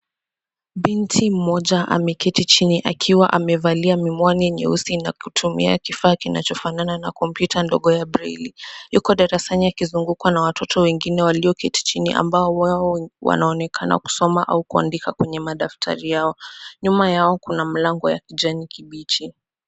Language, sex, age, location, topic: Swahili, female, 18-24, Nairobi, education